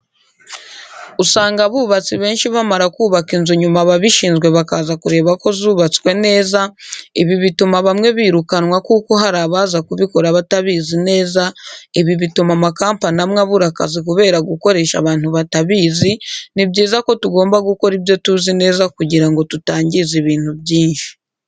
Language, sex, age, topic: Kinyarwanda, female, 18-24, education